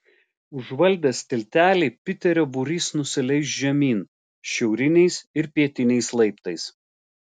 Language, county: Lithuanian, Alytus